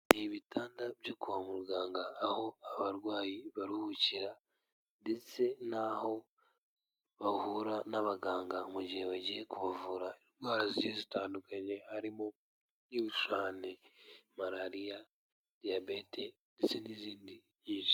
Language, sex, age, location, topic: Kinyarwanda, male, 18-24, Kigali, health